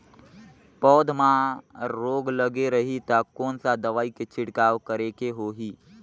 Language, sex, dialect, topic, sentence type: Chhattisgarhi, male, Northern/Bhandar, agriculture, question